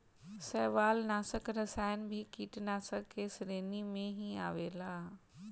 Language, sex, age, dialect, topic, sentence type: Bhojpuri, female, 41-45, Northern, agriculture, statement